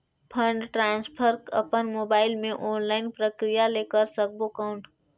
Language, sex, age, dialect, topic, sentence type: Chhattisgarhi, female, 18-24, Northern/Bhandar, banking, question